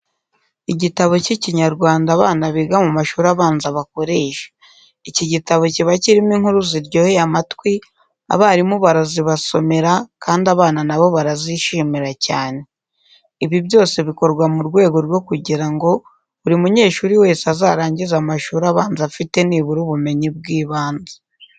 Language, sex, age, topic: Kinyarwanda, female, 18-24, education